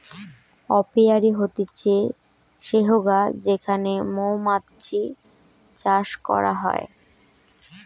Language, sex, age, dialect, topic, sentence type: Bengali, female, 18-24, Western, agriculture, statement